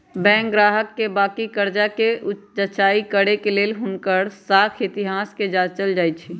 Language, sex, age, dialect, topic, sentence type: Magahi, female, 31-35, Western, banking, statement